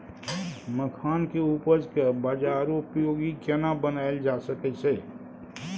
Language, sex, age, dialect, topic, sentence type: Maithili, male, 60-100, Bajjika, agriculture, question